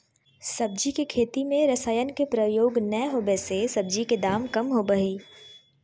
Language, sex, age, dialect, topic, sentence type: Magahi, female, 31-35, Southern, agriculture, statement